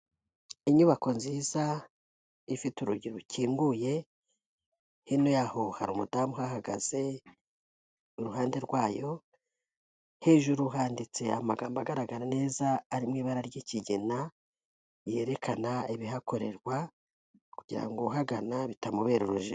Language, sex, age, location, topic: Kinyarwanda, female, 18-24, Kigali, health